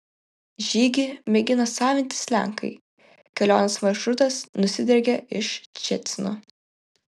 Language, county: Lithuanian, Vilnius